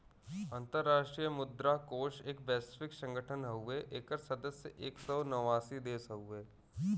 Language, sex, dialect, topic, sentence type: Bhojpuri, male, Western, banking, statement